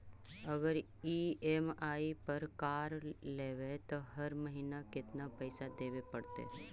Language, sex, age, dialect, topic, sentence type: Magahi, female, 25-30, Central/Standard, banking, question